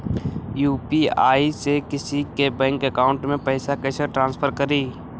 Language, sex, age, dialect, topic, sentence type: Magahi, male, 60-100, Central/Standard, banking, question